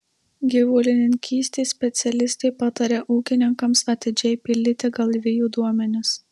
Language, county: Lithuanian, Marijampolė